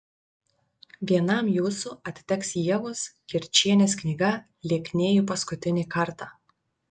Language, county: Lithuanian, Vilnius